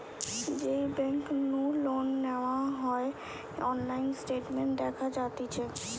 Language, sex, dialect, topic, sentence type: Bengali, female, Western, banking, statement